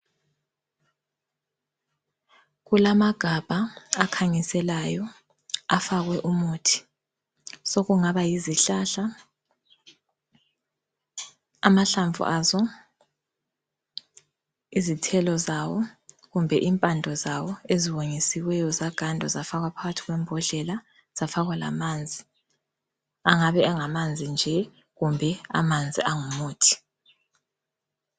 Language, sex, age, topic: North Ndebele, female, 25-35, health